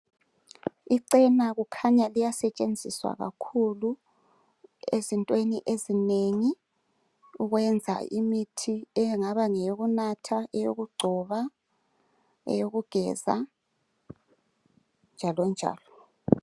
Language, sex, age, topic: North Ndebele, male, 36-49, health